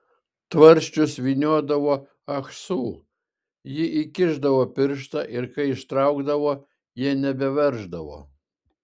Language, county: Lithuanian, Šiauliai